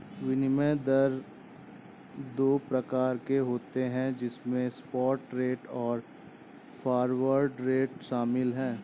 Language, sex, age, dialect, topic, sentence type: Hindi, male, 18-24, Awadhi Bundeli, banking, statement